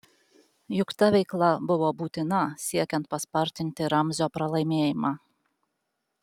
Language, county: Lithuanian, Alytus